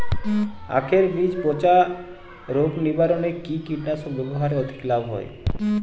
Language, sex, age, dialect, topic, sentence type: Bengali, male, 25-30, Jharkhandi, agriculture, question